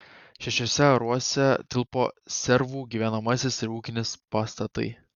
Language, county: Lithuanian, Kaunas